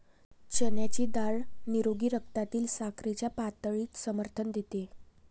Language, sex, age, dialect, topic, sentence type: Marathi, female, 18-24, Varhadi, agriculture, statement